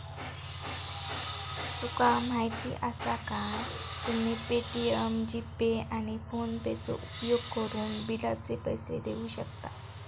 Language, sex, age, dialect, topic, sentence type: Marathi, female, 18-24, Southern Konkan, banking, statement